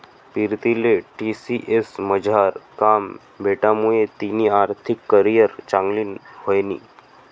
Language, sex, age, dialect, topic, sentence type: Marathi, male, 18-24, Northern Konkan, banking, statement